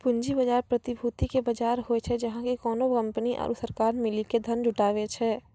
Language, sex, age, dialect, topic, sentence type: Maithili, female, 46-50, Angika, banking, statement